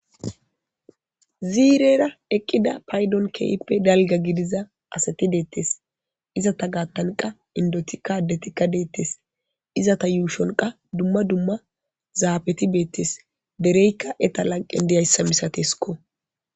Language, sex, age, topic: Gamo, female, 18-24, government